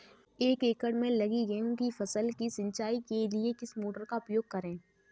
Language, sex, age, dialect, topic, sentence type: Hindi, female, 18-24, Kanauji Braj Bhasha, agriculture, question